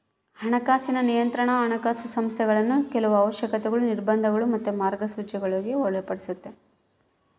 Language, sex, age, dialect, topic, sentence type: Kannada, female, 31-35, Central, banking, statement